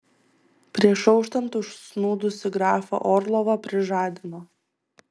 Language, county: Lithuanian, Tauragė